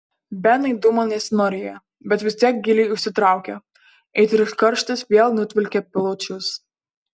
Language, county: Lithuanian, Panevėžys